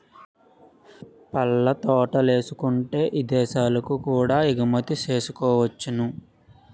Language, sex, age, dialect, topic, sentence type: Telugu, male, 56-60, Utterandhra, agriculture, statement